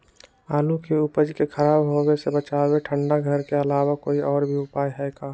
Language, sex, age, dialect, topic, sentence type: Magahi, male, 18-24, Western, agriculture, question